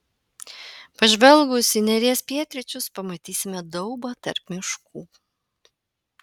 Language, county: Lithuanian, Panevėžys